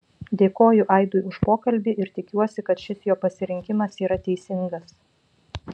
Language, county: Lithuanian, Vilnius